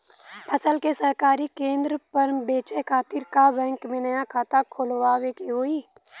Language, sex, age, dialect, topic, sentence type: Bhojpuri, female, 18-24, Western, banking, question